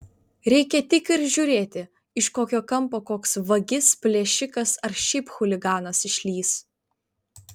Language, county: Lithuanian, Vilnius